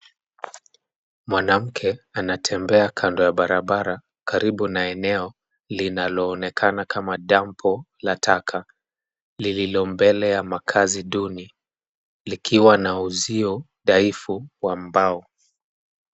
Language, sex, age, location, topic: Swahili, male, 25-35, Nairobi, government